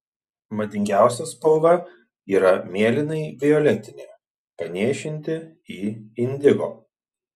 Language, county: Lithuanian, Šiauliai